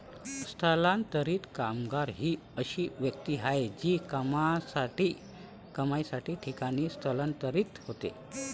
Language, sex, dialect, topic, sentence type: Marathi, male, Varhadi, agriculture, statement